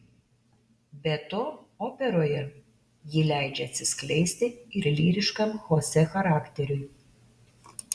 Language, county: Lithuanian, Alytus